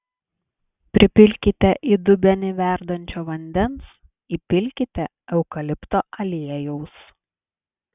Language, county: Lithuanian, Klaipėda